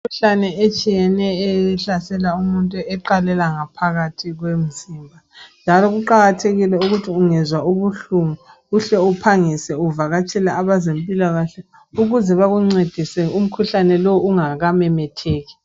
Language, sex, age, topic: North Ndebele, female, 25-35, health